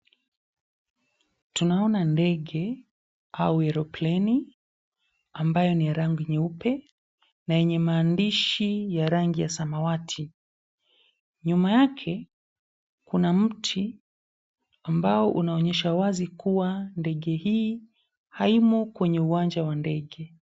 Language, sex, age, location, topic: Swahili, male, 25-35, Mombasa, government